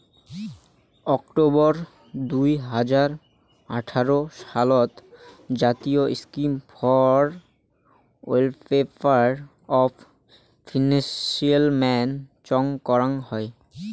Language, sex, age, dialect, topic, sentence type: Bengali, male, 18-24, Rajbangshi, agriculture, statement